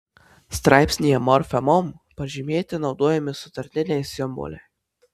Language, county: Lithuanian, Marijampolė